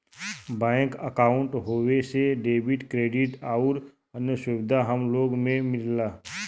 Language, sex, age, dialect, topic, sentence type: Bhojpuri, male, 31-35, Western, banking, statement